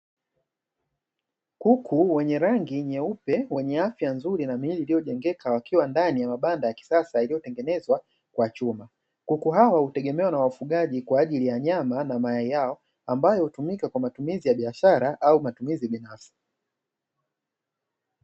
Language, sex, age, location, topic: Swahili, male, 36-49, Dar es Salaam, agriculture